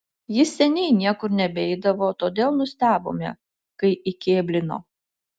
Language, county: Lithuanian, Utena